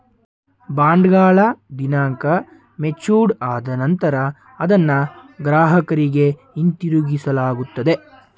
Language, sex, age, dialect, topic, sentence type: Kannada, male, 18-24, Mysore Kannada, banking, statement